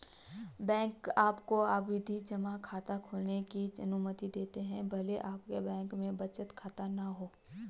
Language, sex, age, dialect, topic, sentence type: Hindi, female, 25-30, Garhwali, banking, statement